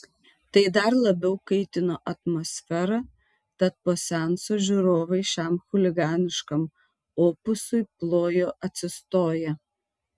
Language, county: Lithuanian, Tauragė